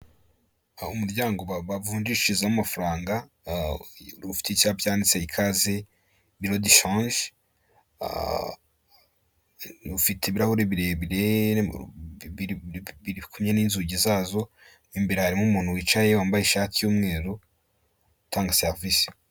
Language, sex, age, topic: Kinyarwanda, male, 18-24, finance